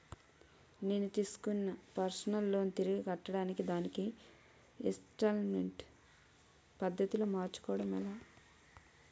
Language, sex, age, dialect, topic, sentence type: Telugu, female, 18-24, Utterandhra, banking, question